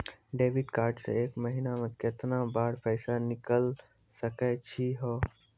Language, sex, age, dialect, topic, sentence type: Maithili, male, 18-24, Angika, banking, question